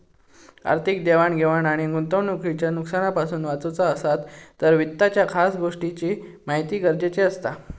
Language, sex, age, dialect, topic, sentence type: Marathi, male, 18-24, Southern Konkan, banking, statement